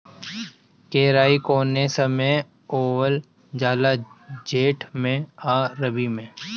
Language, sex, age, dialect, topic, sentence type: Bhojpuri, male, 25-30, Northern, agriculture, question